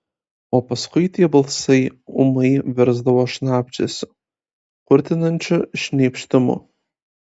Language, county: Lithuanian, Kaunas